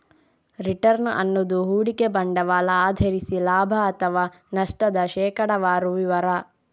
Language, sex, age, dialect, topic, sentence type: Kannada, female, 46-50, Coastal/Dakshin, banking, statement